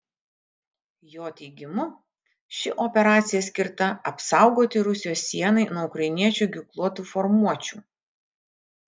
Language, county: Lithuanian, Kaunas